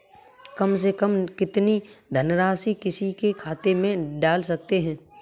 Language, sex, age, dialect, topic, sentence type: Hindi, male, 25-30, Kanauji Braj Bhasha, banking, question